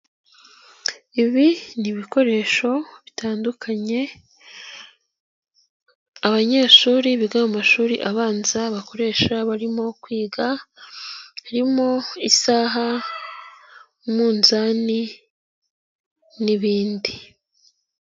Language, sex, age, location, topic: Kinyarwanda, female, 18-24, Nyagatare, education